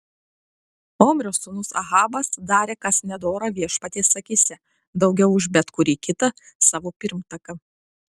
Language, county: Lithuanian, Klaipėda